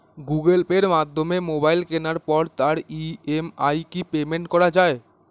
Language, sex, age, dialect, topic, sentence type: Bengali, male, 18-24, Standard Colloquial, banking, question